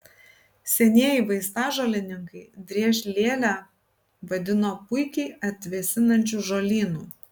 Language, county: Lithuanian, Kaunas